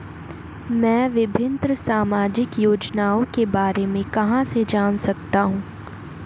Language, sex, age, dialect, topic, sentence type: Hindi, female, 18-24, Marwari Dhudhari, banking, question